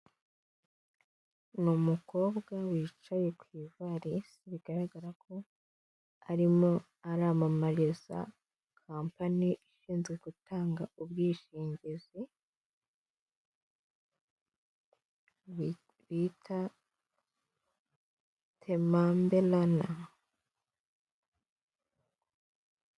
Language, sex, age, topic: Kinyarwanda, female, 18-24, finance